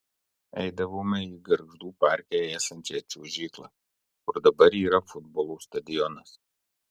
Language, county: Lithuanian, Marijampolė